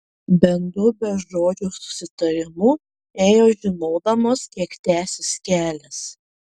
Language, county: Lithuanian, Panevėžys